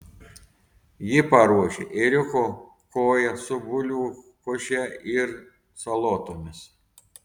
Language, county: Lithuanian, Telšiai